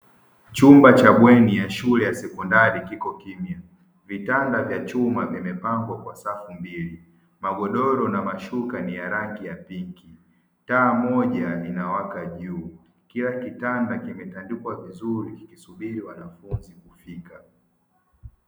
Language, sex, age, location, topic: Swahili, male, 50+, Dar es Salaam, education